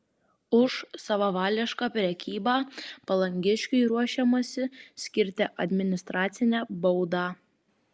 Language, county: Lithuanian, Vilnius